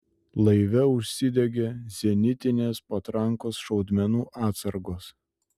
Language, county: Lithuanian, Šiauliai